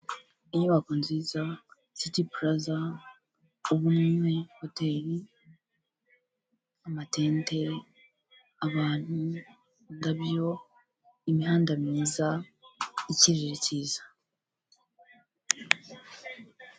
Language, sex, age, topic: Kinyarwanda, female, 18-24, government